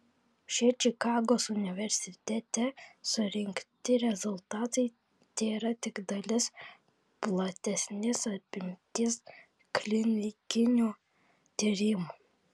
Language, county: Lithuanian, Vilnius